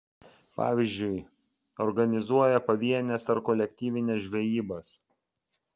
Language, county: Lithuanian, Vilnius